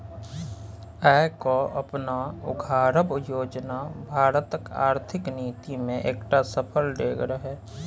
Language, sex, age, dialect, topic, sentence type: Maithili, male, 25-30, Bajjika, banking, statement